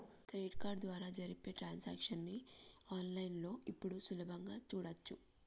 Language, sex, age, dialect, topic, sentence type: Telugu, female, 18-24, Telangana, banking, statement